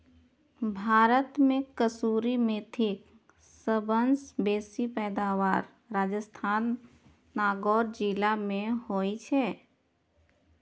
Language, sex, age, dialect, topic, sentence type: Maithili, female, 31-35, Eastern / Thethi, agriculture, statement